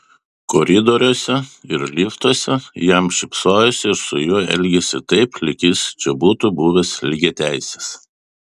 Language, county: Lithuanian, Vilnius